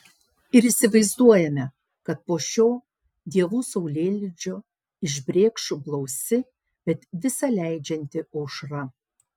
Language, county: Lithuanian, Panevėžys